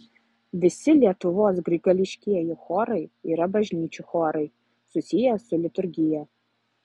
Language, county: Lithuanian, Utena